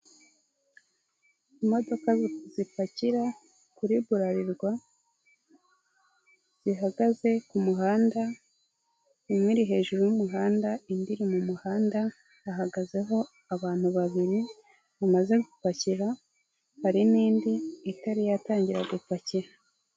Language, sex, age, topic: Kinyarwanda, female, 18-24, government